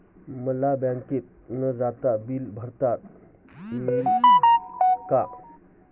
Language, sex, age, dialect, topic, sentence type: Marathi, male, 36-40, Standard Marathi, banking, question